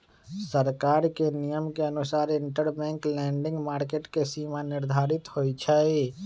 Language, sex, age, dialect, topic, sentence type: Magahi, male, 25-30, Western, banking, statement